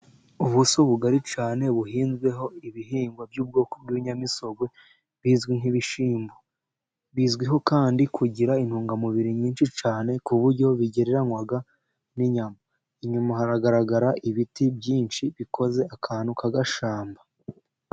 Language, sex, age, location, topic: Kinyarwanda, male, 18-24, Musanze, agriculture